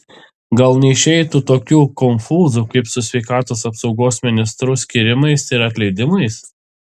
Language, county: Lithuanian, Telšiai